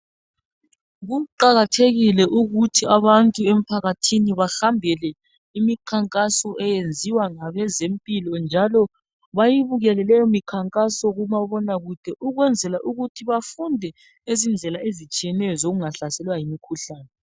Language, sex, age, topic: North Ndebele, male, 36-49, health